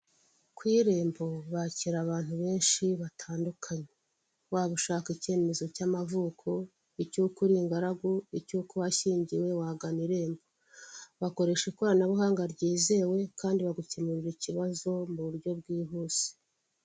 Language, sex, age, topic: Kinyarwanda, female, 36-49, government